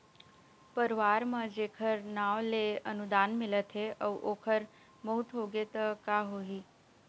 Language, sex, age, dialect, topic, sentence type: Chhattisgarhi, female, 18-24, Eastern, agriculture, statement